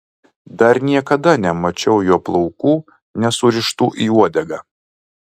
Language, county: Lithuanian, Kaunas